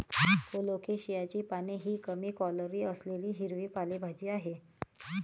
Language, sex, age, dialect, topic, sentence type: Marathi, female, 36-40, Varhadi, agriculture, statement